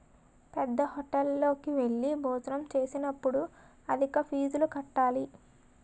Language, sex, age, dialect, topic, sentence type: Telugu, female, 18-24, Utterandhra, banking, statement